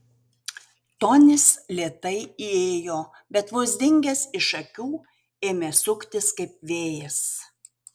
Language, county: Lithuanian, Utena